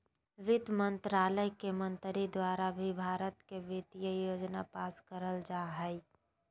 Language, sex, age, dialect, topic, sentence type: Magahi, female, 31-35, Southern, banking, statement